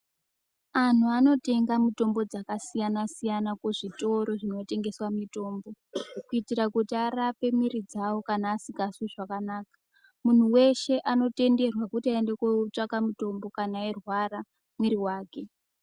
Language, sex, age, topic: Ndau, female, 18-24, health